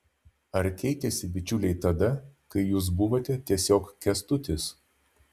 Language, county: Lithuanian, Vilnius